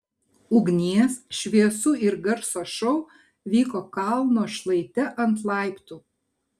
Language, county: Lithuanian, Kaunas